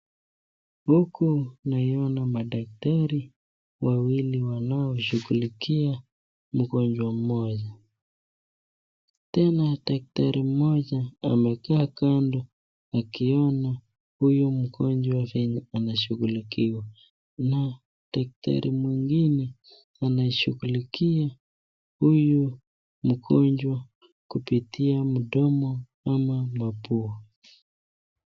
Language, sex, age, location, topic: Swahili, female, 36-49, Nakuru, health